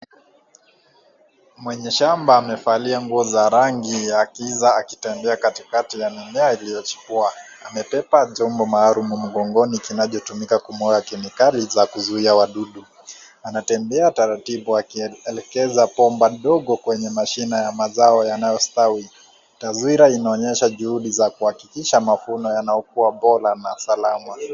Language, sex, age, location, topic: Swahili, male, 18-24, Kisii, health